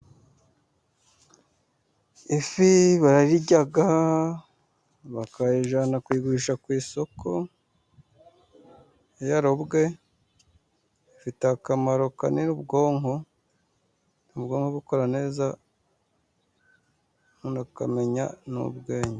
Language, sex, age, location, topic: Kinyarwanda, male, 36-49, Musanze, agriculture